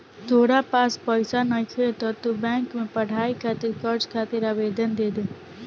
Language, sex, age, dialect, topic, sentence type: Bhojpuri, female, <18, Southern / Standard, banking, statement